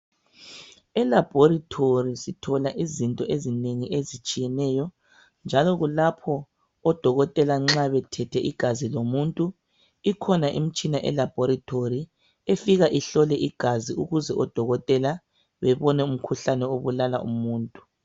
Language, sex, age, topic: North Ndebele, male, 25-35, health